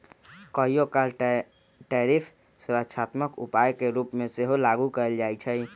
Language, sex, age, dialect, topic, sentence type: Magahi, male, 31-35, Western, banking, statement